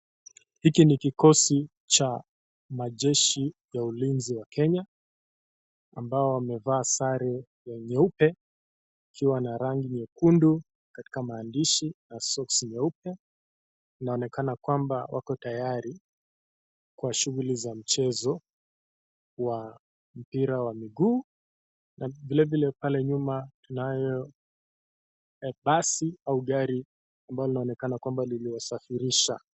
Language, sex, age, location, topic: Swahili, male, 25-35, Kisii, government